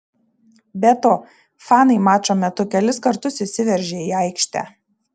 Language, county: Lithuanian, Šiauliai